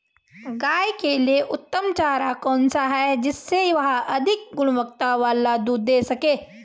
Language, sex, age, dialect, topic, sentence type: Hindi, female, 25-30, Garhwali, agriculture, question